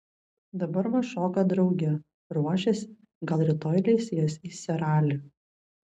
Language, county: Lithuanian, Vilnius